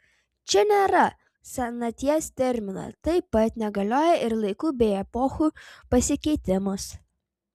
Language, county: Lithuanian, Vilnius